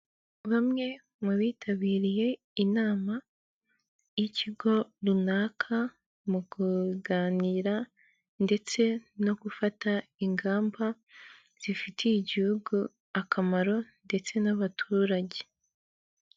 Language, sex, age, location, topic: Kinyarwanda, male, 50+, Kigali, government